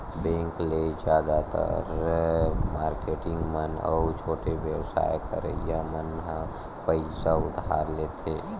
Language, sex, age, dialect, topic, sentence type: Chhattisgarhi, male, 18-24, Western/Budati/Khatahi, banking, statement